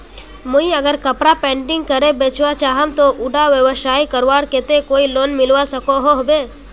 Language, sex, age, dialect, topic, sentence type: Magahi, female, 41-45, Northeastern/Surjapuri, banking, question